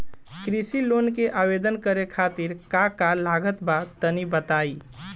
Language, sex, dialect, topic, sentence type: Bhojpuri, male, Southern / Standard, banking, question